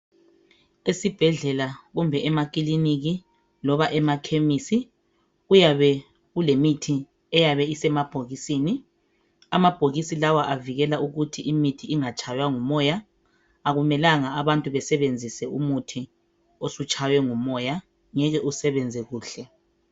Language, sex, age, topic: North Ndebele, male, 36-49, health